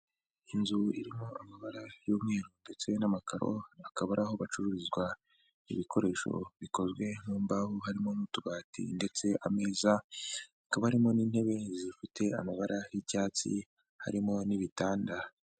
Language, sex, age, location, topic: Kinyarwanda, female, 25-35, Kigali, finance